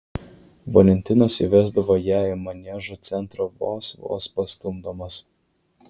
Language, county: Lithuanian, Vilnius